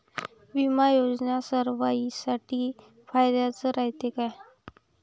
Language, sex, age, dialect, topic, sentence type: Marathi, female, 18-24, Varhadi, banking, question